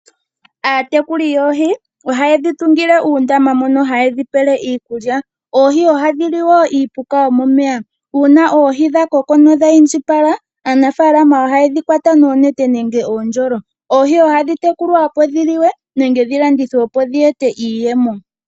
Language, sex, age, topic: Oshiwambo, female, 18-24, agriculture